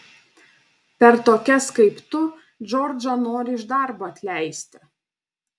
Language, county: Lithuanian, Panevėžys